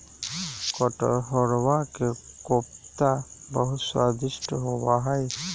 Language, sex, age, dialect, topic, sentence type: Magahi, male, 18-24, Western, agriculture, statement